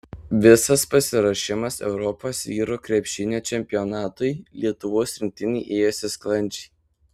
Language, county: Lithuanian, Panevėžys